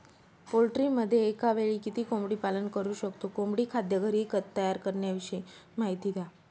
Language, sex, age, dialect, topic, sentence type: Marathi, female, 36-40, Northern Konkan, agriculture, question